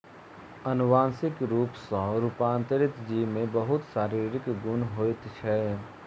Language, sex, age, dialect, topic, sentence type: Maithili, male, 31-35, Southern/Standard, agriculture, statement